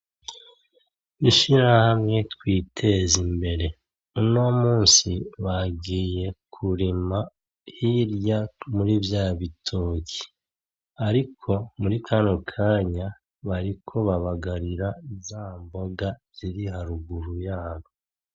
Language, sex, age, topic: Rundi, male, 36-49, agriculture